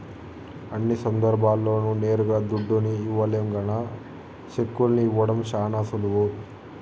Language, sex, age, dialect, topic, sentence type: Telugu, male, 31-35, Southern, banking, statement